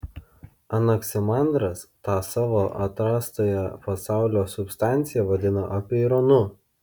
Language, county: Lithuanian, Kaunas